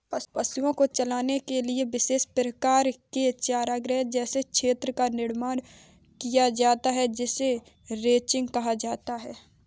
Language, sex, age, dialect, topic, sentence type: Hindi, female, 25-30, Kanauji Braj Bhasha, agriculture, statement